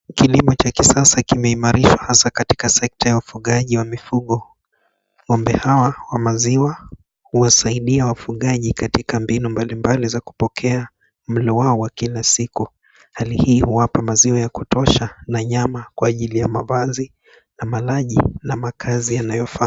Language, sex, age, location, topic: Swahili, male, 25-35, Nairobi, agriculture